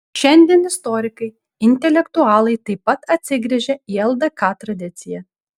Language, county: Lithuanian, Šiauliai